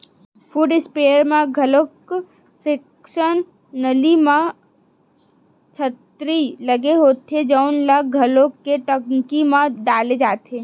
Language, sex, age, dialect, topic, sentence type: Chhattisgarhi, female, 18-24, Western/Budati/Khatahi, agriculture, statement